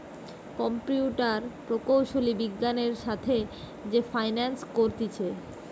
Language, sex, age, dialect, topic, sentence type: Bengali, male, 25-30, Western, banking, statement